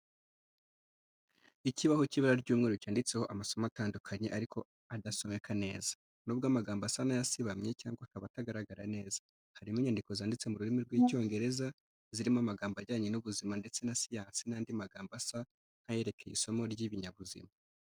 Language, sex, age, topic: Kinyarwanda, male, 25-35, education